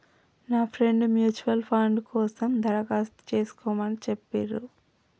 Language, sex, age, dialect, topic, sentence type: Telugu, female, 31-35, Telangana, banking, statement